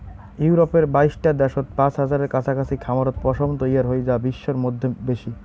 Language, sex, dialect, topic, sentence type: Bengali, male, Rajbangshi, agriculture, statement